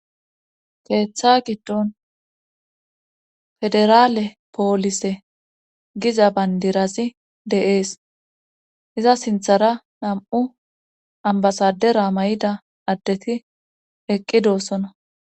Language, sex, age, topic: Gamo, female, 25-35, government